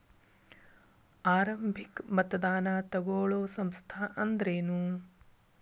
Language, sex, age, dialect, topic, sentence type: Kannada, female, 41-45, Dharwad Kannada, banking, question